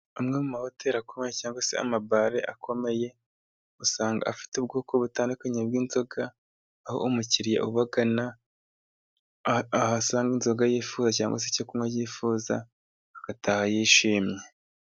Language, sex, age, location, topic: Kinyarwanda, male, 18-24, Musanze, finance